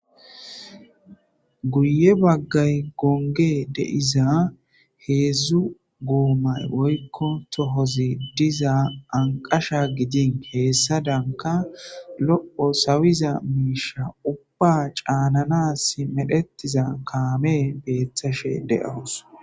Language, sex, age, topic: Gamo, female, 18-24, government